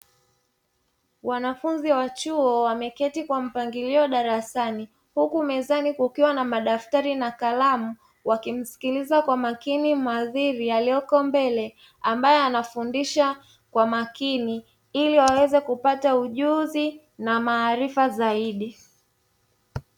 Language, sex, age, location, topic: Swahili, female, 25-35, Dar es Salaam, education